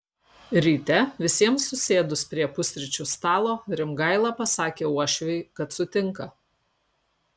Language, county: Lithuanian, Kaunas